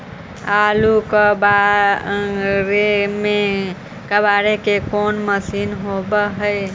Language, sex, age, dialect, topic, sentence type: Magahi, female, 25-30, Central/Standard, agriculture, question